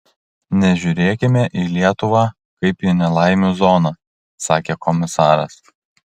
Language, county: Lithuanian, Kaunas